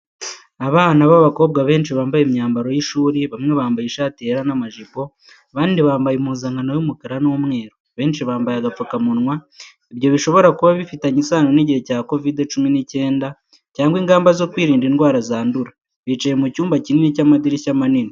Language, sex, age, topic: Kinyarwanda, male, 18-24, education